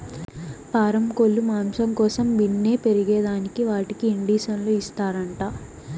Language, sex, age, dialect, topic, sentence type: Telugu, female, 18-24, Southern, agriculture, statement